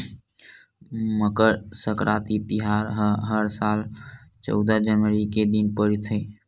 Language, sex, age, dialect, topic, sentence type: Chhattisgarhi, male, 18-24, Western/Budati/Khatahi, agriculture, statement